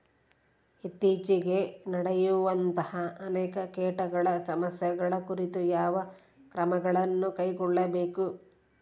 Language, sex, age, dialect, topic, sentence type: Kannada, female, 36-40, Central, agriculture, question